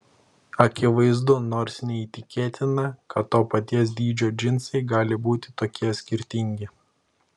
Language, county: Lithuanian, Klaipėda